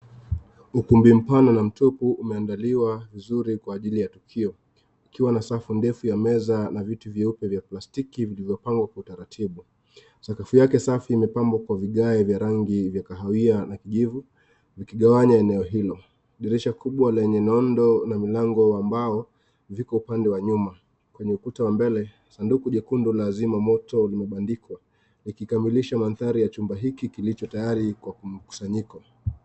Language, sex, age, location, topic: Swahili, male, 25-35, Nakuru, education